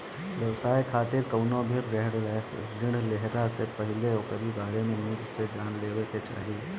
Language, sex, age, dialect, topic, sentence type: Bhojpuri, male, 25-30, Northern, banking, statement